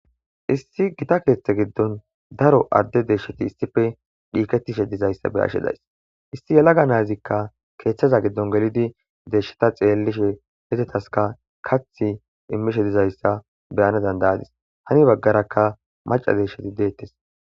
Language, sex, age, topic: Gamo, male, 25-35, agriculture